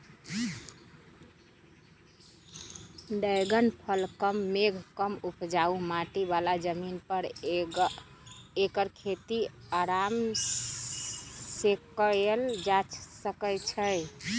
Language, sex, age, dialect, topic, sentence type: Magahi, female, 36-40, Western, agriculture, statement